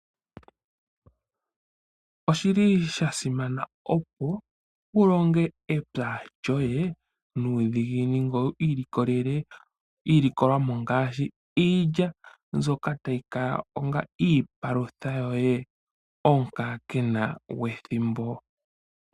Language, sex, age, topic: Oshiwambo, male, 25-35, agriculture